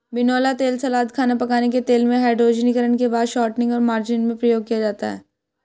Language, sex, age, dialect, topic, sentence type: Hindi, female, 18-24, Hindustani Malvi Khadi Boli, agriculture, statement